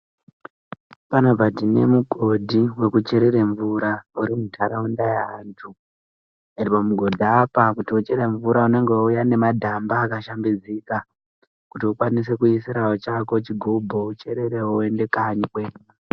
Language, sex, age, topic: Ndau, male, 18-24, health